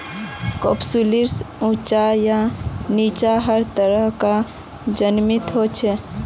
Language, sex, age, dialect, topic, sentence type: Magahi, male, 18-24, Northeastern/Surjapuri, agriculture, statement